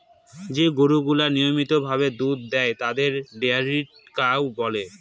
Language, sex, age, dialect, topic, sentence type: Bengali, male, 18-24, Northern/Varendri, agriculture, statement